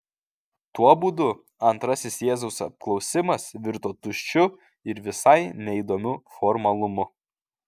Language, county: Lithuanian, Kaunas